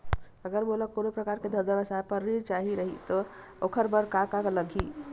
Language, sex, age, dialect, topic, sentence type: Chhattisgarhi, female, 41-45, Western/Budati/Khatahi, banking, question